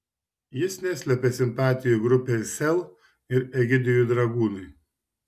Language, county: Lithuanian, Šiauliai